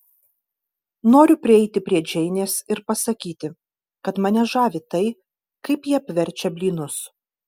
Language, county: Lithuanian, Kaunas